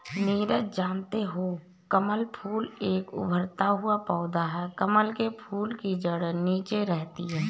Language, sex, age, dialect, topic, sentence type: Hindi, female, 31-35, Awadhi Bundeli, agriculture, statement